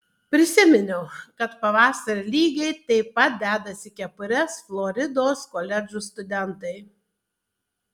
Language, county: Lithuanian, Tauragė